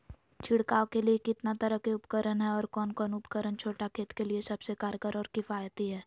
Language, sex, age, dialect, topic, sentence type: Magahi, female, 18-24, Southern, agriculture, question